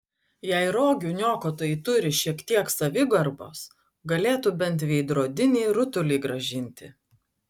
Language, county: Lithuanian, Utena